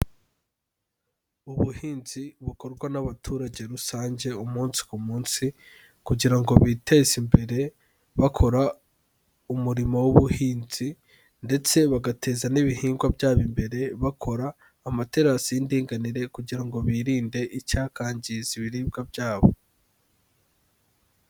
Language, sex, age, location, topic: Kinyarwanda, male, 18-24, Kigali, agriculture